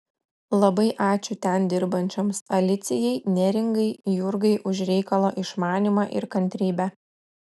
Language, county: Lithuanian, Klaipėda